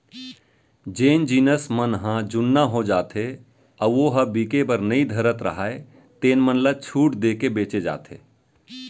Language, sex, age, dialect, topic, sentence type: Chhattisgarhi, male, 31-35, Central, banking, statement